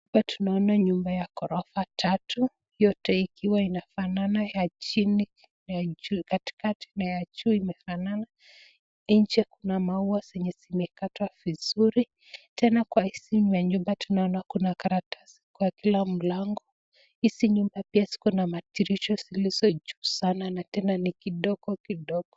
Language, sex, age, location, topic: Swahili, female, 25-35, Nakuru, education